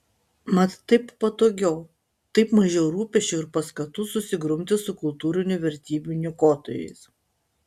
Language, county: Lithuanian, Utena